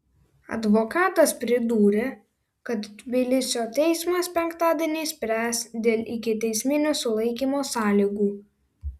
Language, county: Lithuanian, Vilnius